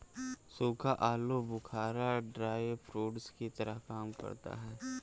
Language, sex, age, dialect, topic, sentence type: Hindi, male, 18-24, Kanauji Braj Bhasha, agriculture, statement